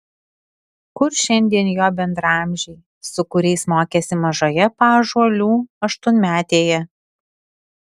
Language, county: Lithuanian, Alytus